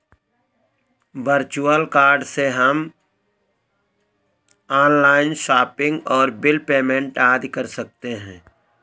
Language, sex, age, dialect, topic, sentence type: Hindi, male, 18-24, Awadhi Bundeli, banking, statement